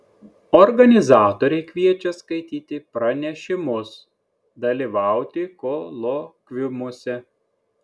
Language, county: Lithuanian, Klaipėda